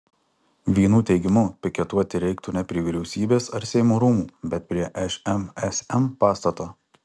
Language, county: Lithuanian, Alytus